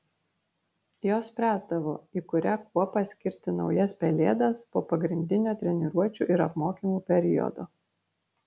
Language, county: Lithuanian, Vilnius